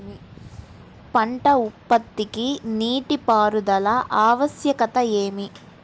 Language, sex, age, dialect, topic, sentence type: Telugu, female, 18-24, Central/Coastal, agriculture, question